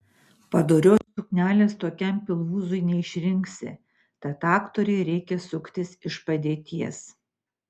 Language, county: Lithuanian, Utena